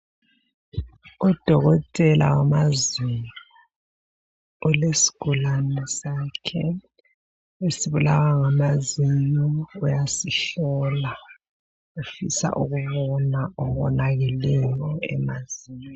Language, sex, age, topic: North Ndebele, female, 36-49, health